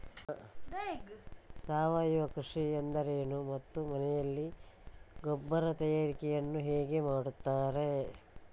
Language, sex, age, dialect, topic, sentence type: Kannada, female, 51-55, Coastal/Dakshin, agriculture, question